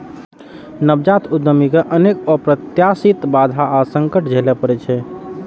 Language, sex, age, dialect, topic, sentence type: Maithili, male, 31-35, Eastern / Thethi, banking, statement